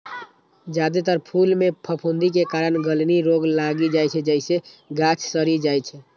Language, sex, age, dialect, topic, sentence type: Maithili, male, 18-24, Eastern / Thethi, agriculture, statement